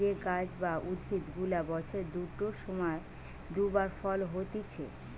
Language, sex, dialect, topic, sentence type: Bengali, female, Western, agriculture, statement